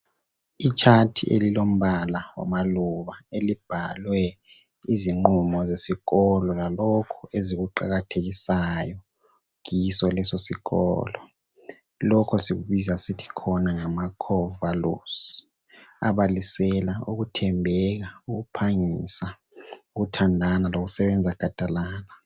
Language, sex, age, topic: North Ndebele, male, 18-24, education